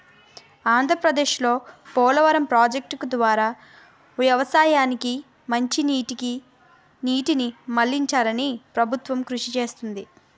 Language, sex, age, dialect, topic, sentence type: Telugu, female, 18-24, Utterandhra, agriculture, statement